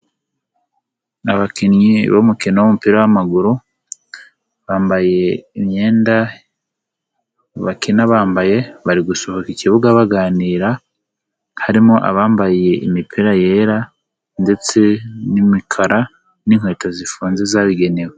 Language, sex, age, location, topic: Kinyarwanda, male, 18-24, Nyagatare, government